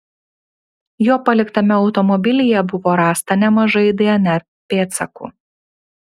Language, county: Lithuanian, Panevėžys